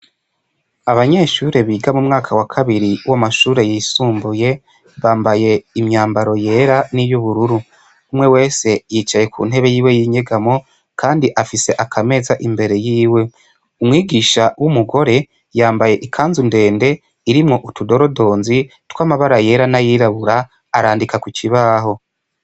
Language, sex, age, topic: Rundi, male, 25-35, education